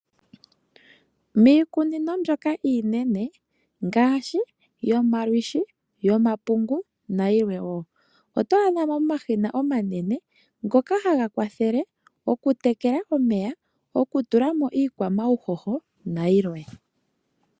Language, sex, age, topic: Oshiwambo, female, 25-35, agriculture